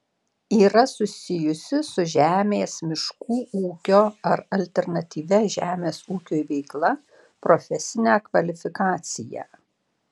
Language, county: Lithuanian, Panevėžys